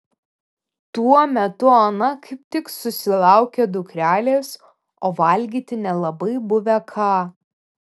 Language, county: Lithuanian, Vilnius